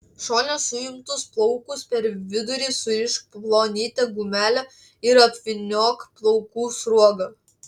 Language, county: Lithuanian, Klaipėda